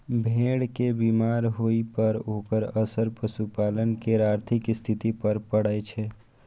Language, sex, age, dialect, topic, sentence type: Maithili, male, 18-24, Eastern / Thethi, agriculture, statement